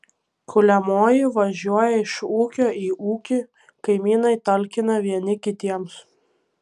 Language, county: Lithuanian, Kaunas